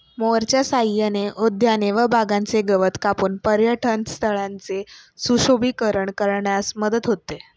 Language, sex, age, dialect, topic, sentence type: Marathi, female, 18-24, Standard Marathi, agriculture, statement